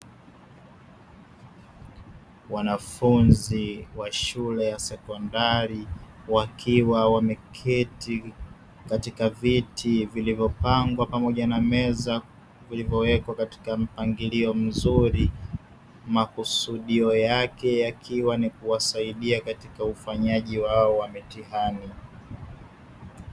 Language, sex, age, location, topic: Swahili, male, 18-24, Dar es Salaam, education